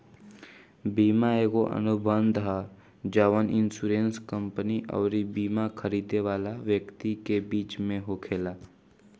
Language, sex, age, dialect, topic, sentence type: Bhojpuri, male, <18, Southern / Standard, banking, statement